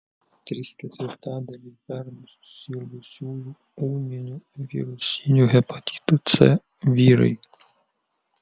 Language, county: Lithuanian, Vilnius